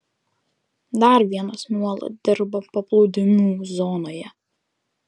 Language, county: Lithuanian, Vilnius